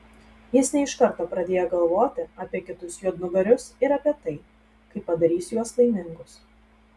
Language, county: Lithuanian, Telšiai